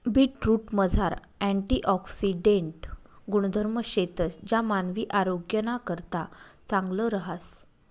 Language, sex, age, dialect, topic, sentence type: Marathi, female, 25-30, Northern Konkan, agriculture, statement